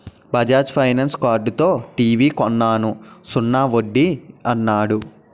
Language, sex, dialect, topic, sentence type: Telugu, male, Utterandhra, banking, statement